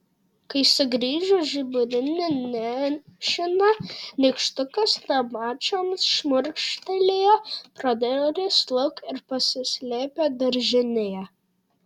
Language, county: Lithuanian, Šiauliai